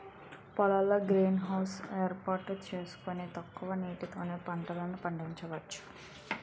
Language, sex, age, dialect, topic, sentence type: Telugu, female, 18-24, Utterandhra, agriculture, statement